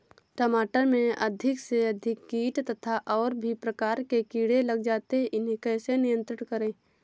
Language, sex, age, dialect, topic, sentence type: Hindi, female, 18-24, Awadhi Bundeli, agriculture, question